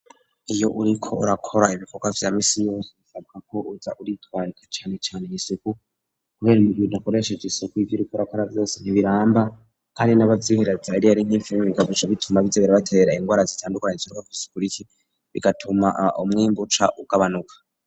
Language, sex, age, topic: Rundi, male, 36-49, education